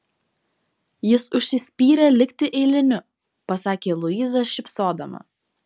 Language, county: Lithuanian, Vilnius